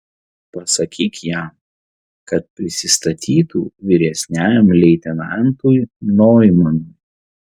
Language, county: Lithuanian, Vilnius